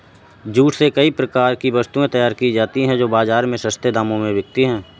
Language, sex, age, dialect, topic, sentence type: Hindi, male, 31-35, Awadhi Bundeli, agriculture, statement